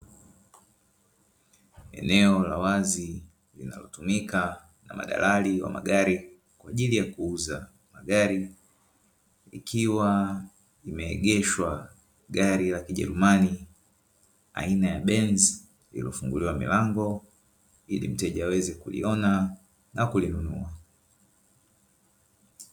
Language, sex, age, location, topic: Swahili, male, 25-35, Dar es Salaam, finance